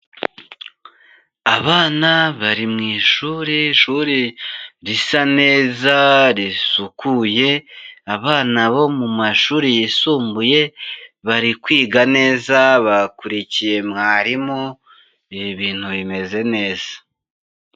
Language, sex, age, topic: Kinyarwanda, male, 25-35, education